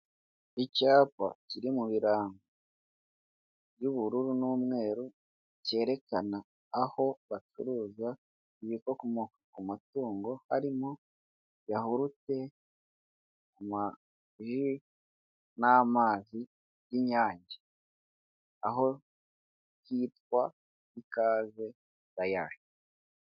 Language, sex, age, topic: Kinyarwanda, male, 25-35, finance